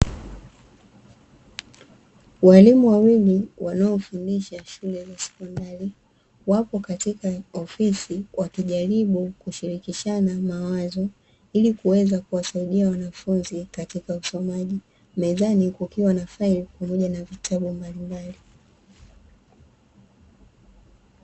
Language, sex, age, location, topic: Swahili, female, 25-35, Dar es Salaam, education